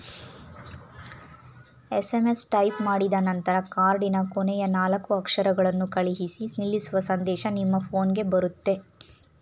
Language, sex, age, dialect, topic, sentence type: Kannada, female, 25-30, Mysore Kannada, banking, statement